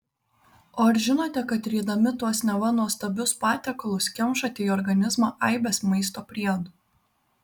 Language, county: Lithuanian, Vilnius